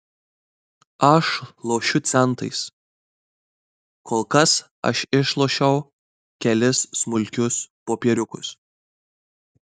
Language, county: Lithuanian, Marijampolė